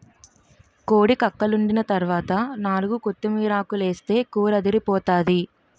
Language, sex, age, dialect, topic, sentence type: Telugu, female, 18-24, Utterandhra, agriculture, statement